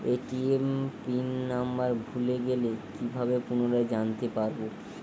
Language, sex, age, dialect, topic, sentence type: Bengali, male, <18, Western, banking, question